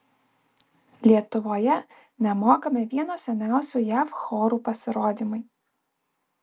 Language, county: Lithuanian, Alytus